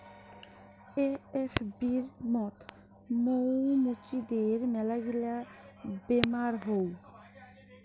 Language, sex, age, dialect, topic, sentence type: Bengali, female, 25-30, Rajbangshi, agriculture, statement